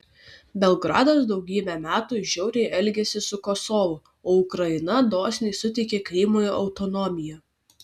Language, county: Lithuanian, Vilnius